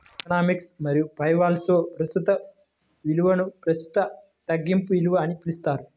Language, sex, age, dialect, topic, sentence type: Telugu, male, 25-30, Central/Coastal, banking, statement